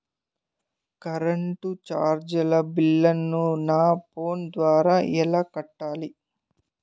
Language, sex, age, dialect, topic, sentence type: Telugu, male, 18-24, Southern, banking, question